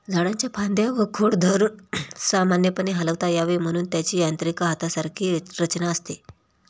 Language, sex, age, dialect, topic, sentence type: Marathi, female, 31-35, Standard Marathi, agriculture, statement